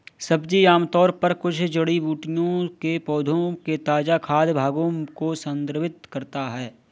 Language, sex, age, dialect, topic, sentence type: Hindi, male, 25-30, Awadhi Bundeli, agriculture, statement